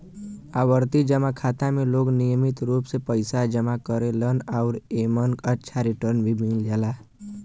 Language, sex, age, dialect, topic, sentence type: Bhojpuri, male, 18-24, Western, banking, statement